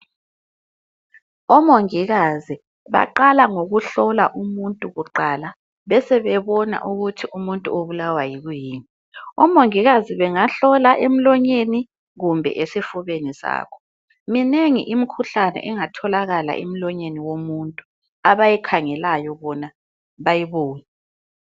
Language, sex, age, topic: North Ndebele, female, 25-35, health